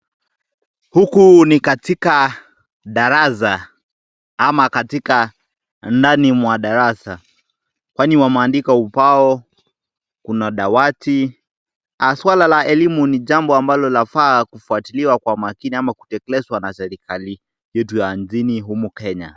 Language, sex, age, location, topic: Swahili, male, 18-24, Nakuru, education